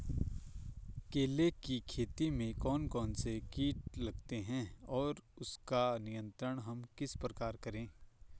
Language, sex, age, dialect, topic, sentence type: Hindi, male, 25-30, Garhwali, agriculture, question